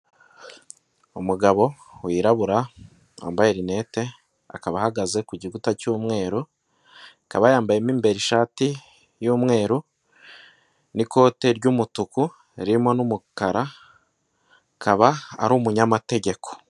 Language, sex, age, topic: Kinyarwanda, male, 18-24, government